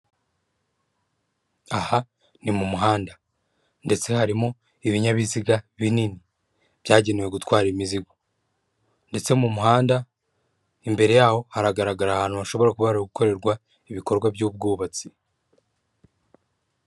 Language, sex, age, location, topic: Kinyarwanda, female, 36-49, Kigali, government